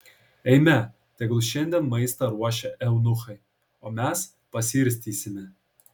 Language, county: Lithuanian, Kaunas